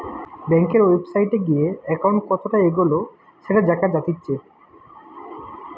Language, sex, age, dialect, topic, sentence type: Bengali, male, 18-24, Western, banking, statement